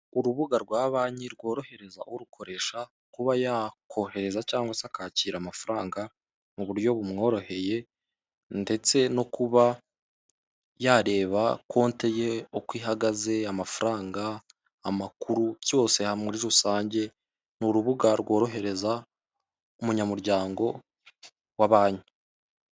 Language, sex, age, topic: Kinyarwanda, male, 25-35, finance